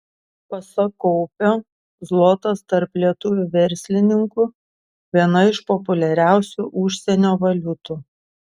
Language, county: Lithuanian, Šiauliai